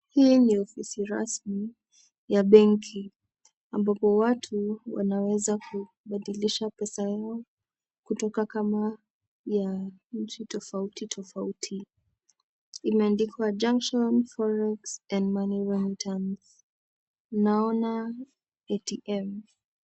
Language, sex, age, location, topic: Swahili, female, 18-24, Nakuru, finance